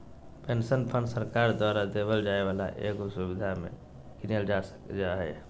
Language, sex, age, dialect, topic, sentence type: Magahi, male, 18-24, Southern, banking, statement